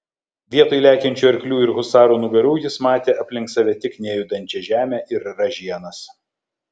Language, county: Lithuanian, Kaunas